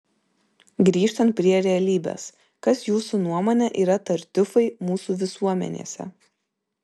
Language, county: Lithuanian, Vilnius